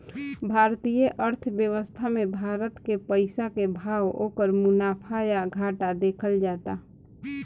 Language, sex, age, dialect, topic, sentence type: Bhojpuri, female, 25-30, Southern / Standard, banking, statement